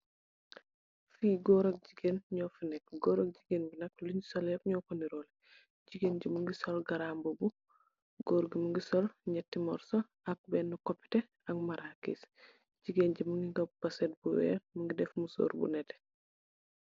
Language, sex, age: Wolof, female, 25-35